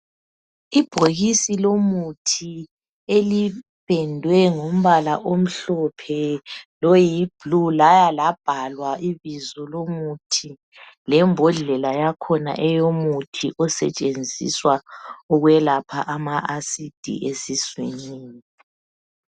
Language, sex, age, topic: North Ndebele, female, 50+, health